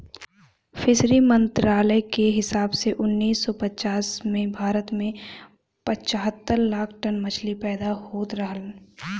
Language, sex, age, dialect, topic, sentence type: Bhojpuri, female, 18-24, Western, agriculture, statement